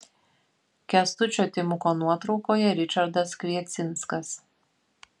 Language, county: Lithuanian, Vilnius